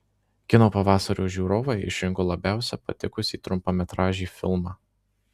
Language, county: Lithuanian, Marijampolė